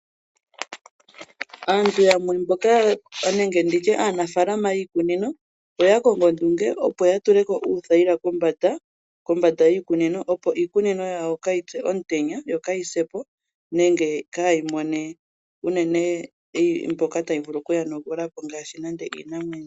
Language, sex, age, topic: Oshiwambo, female, 25-35, agriculture